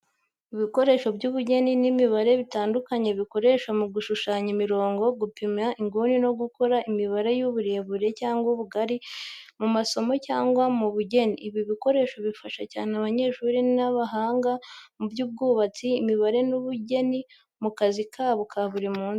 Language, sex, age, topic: Kinyarwanda, female, 18-24, education